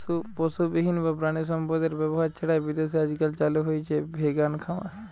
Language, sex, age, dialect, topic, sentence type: Bengali, male, 25-30, Western, agriculture, statement